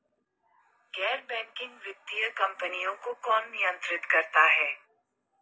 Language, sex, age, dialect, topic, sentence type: Hindi, female, 25-30, Marwari Dhudhari, banking, question